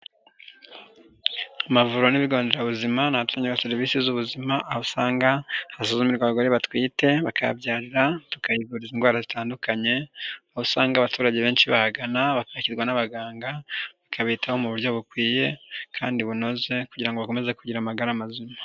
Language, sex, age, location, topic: Kinyarwanda, male, 25-35, Nyagatare, health